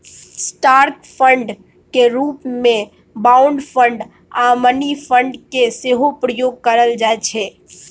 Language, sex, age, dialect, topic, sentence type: Maithili, female, 18-24, Bajjika, banking, statement